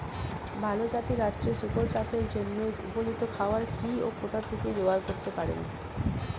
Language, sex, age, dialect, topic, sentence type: Bengali, female, 31-35, Standard Colloquial, agriculture, question